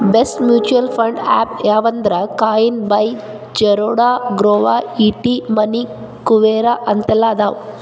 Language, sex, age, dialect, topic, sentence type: Kannada, female, 31-35, Dharwad Kannada, banking, statement